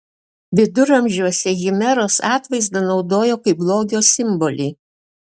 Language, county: Lithuanian, Alytus